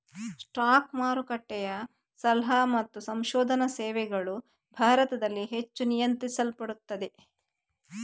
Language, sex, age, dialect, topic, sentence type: Kannada, female, 25-30, Coastal/Dakshin, banking, statement